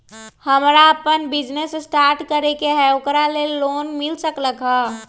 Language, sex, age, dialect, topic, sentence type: Magahi, female, 25-30, Western, banking, question